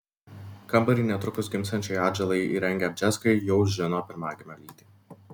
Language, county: Lithuanian, Vilnius